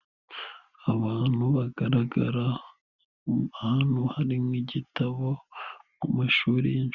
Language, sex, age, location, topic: Kinyarwanda, male, 18-24, Nyagatare, education